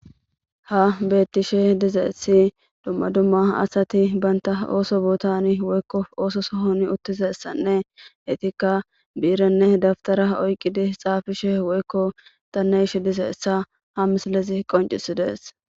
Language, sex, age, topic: Gamo, female, 25-35, government